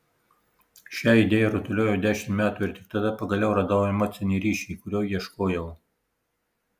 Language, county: Lithuanian, Marijampolė